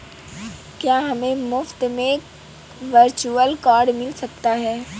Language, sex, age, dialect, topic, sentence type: Hindi, female, 18-24, Awadhi Bundeli, banking, statement